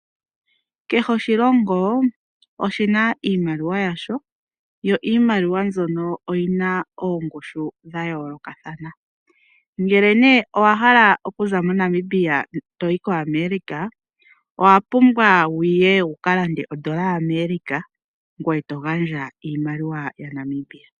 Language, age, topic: Oshiwambo, 25-35, finance